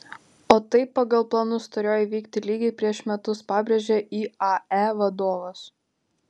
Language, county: Lithuanian, Panevėžys